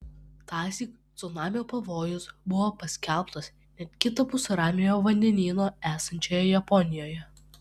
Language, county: Lithuanian, Vilnius